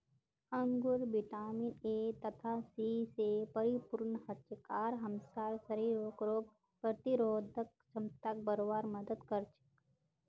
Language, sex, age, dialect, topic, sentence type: Magahi, female, 51-55, Northeastern/Surjapuri, agriculture, statement